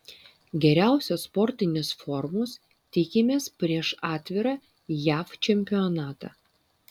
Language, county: Lithuanian, Vilnius